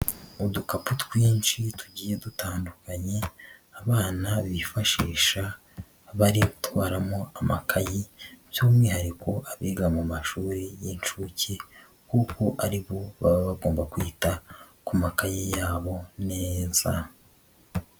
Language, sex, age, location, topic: Kinyarwanda, male, 50+, Nyagatare, education